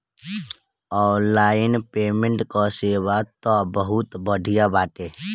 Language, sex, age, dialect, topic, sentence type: Bhojpuri, male, <18, Northern, banking, statement